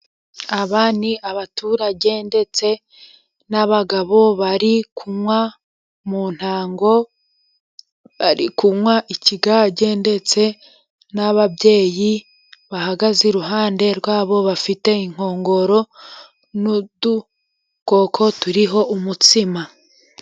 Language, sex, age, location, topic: Kinyarwanda, female, 25-35, Musanze, government